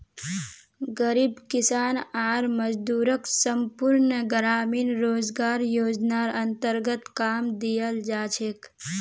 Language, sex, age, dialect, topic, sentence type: Magahi, female, 18-24, Northeastern/Surjapuri, banking, statement